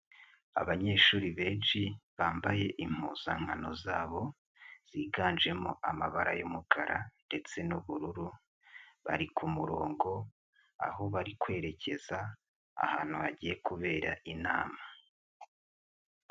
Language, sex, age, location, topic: Kinyarwanda, male, 25-35, Nyagatare, education